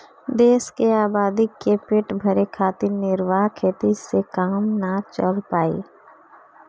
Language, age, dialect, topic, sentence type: Bhojpuri, 25-30, Northern, agriculture, statement